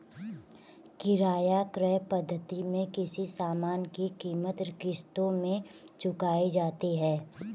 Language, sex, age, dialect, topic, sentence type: Hindi, male, 18-24, Kanauji Braj Bhasha, banking, statement